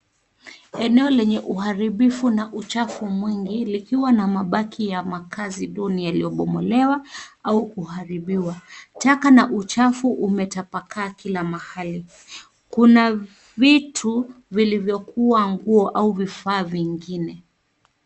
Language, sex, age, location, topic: Swahili, female, 18-24, Nairobi, government